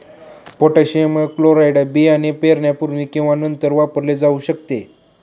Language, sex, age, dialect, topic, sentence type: Marathi, male, 18-24, Standard Marathi, agriculture, statement